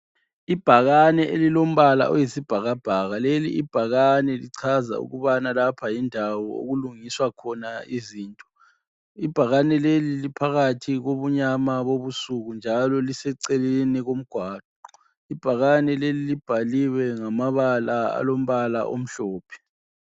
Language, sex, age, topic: North Ndebele, male, 25-35, education